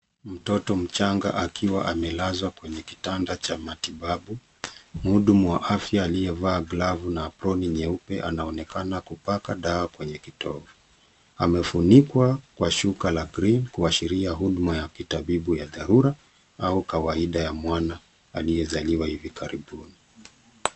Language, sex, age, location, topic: Swahili, male, 36-49, Nairobi, health